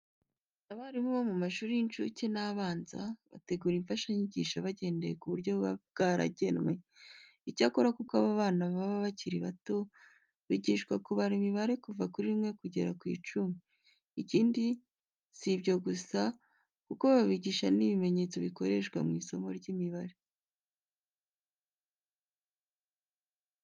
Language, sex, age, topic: Kinyarwanda, female, 25-35, education